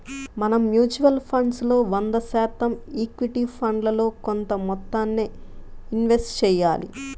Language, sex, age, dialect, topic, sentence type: Telugu, female, 25-30, Central/Coastal, banking, statement